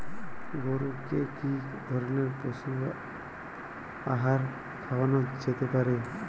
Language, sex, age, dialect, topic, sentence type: Bengali, male, 18-24, Jharkhandi, agriculture, question